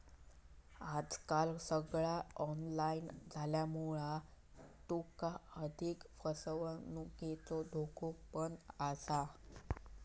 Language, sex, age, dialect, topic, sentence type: Marathi, male, 18-24, Southern Konkan, banking, statement